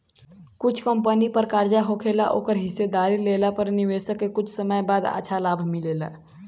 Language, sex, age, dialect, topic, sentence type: Bhojpuri, female, 18-24, Southern / Standard, banking, statement